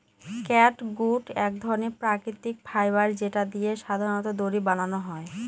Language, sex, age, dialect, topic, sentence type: Bengali, female, 18-24, Northern/Varendri, agriculture, statement